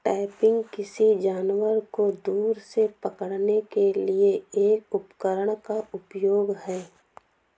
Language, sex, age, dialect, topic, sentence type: Hindi, female, 18-24, Awadhi Bundeli, agriculture, statement